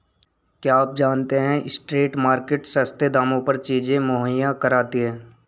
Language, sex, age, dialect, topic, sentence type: Hindi, male, 18-24, Marwari Dhudhari, agriculture, statement